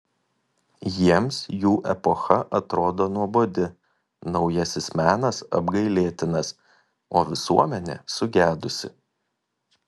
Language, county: Lithuanian, Kaunas